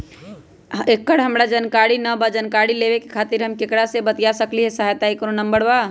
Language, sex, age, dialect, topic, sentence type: Magahi, male, 18-24, Western, banking, question